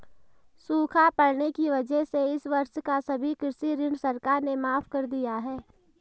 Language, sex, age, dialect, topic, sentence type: Hindi, female, 18-24, Marwari Dhudhari, agriculture, statement